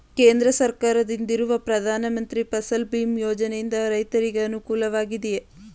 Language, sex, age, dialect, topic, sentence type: Kannada, female, 18-24, Mysore Kannada, agriculture, question